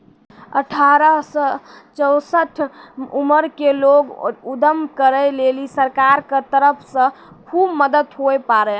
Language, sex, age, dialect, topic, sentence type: Maithili, female, 18-24, Angika, banking, statement